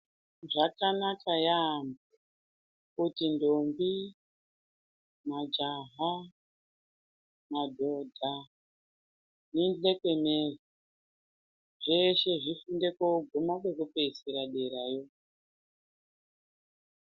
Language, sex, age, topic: Ndau, female, 36-49, education